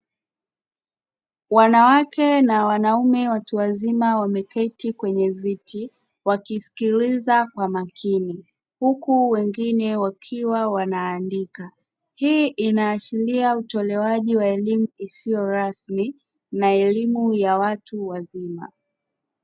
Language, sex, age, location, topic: Swahili, female, 25-35, Dar es Salaam, education